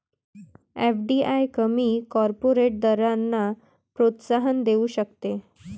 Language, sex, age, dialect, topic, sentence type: Marathi, female, 18-24, Varhadi, banking, statement